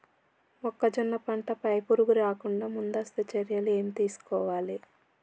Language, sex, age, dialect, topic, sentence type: Telugu, male, 31-35, Telangana, agriculture, question